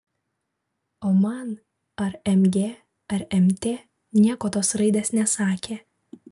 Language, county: Lithuanian, Vilnius